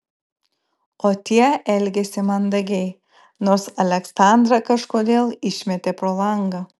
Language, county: Lithuanian, Klaipėda